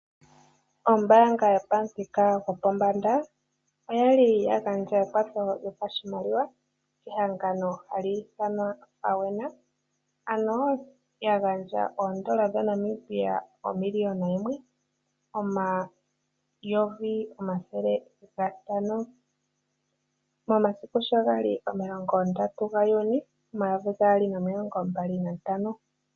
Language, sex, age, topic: Oshiwambo, male, 18-24, finance